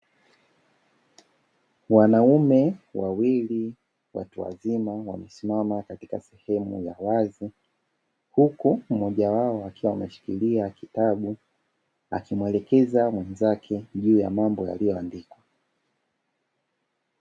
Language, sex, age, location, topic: Swahili, male, 25-35, Dar es Salaam, education